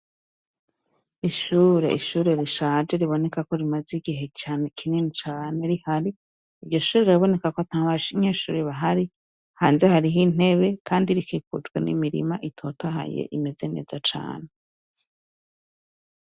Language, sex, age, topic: Rundi, female, 36-49, education